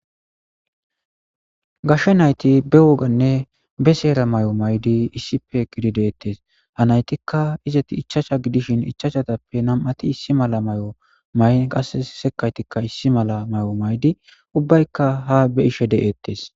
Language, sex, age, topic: Gamo, male, 25-35, government